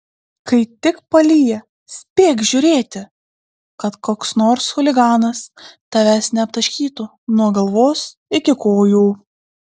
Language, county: Lithuanian, Klaipėda